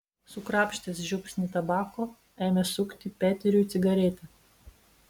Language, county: Lithuanian, Vilnius